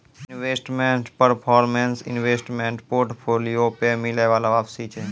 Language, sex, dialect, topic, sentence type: Maithili, male, Angika, banking, statement